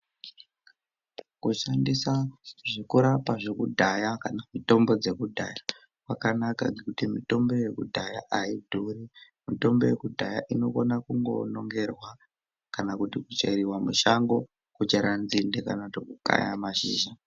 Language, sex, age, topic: Ndau, male, 18-24, health